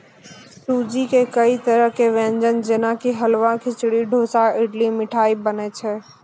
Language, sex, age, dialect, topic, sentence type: Maithili, female, 18-24, Angika, agriculture, statement